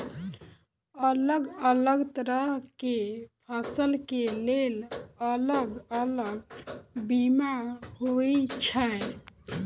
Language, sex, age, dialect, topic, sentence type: Maithili, female, 25-30, Southern/Standard, agriculture, question